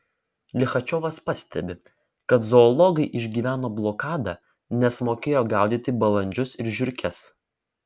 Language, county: Lithuanian, Vilnius